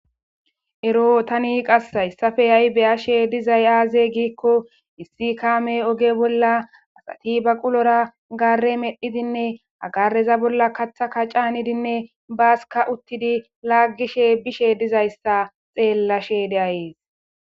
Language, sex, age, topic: Gamo, female, 18-24, government